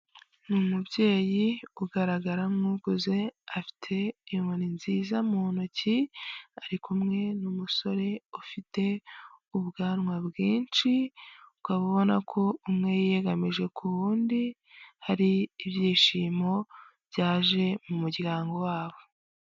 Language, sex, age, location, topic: Kinyarwanda, female, 25-35, Huye, health